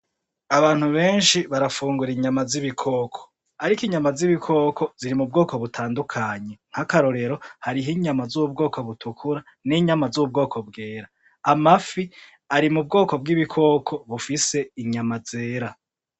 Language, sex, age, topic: Rundi, male, 36-49, agriculture